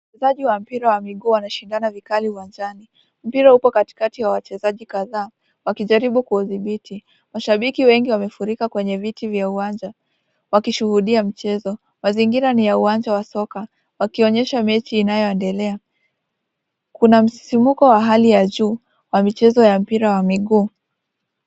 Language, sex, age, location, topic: Swahili, female, 18-24, Nakuru, government